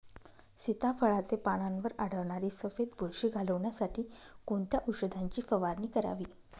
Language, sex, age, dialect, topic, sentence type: Marathi, female, 25-30, Northern Konkan, agriculture, question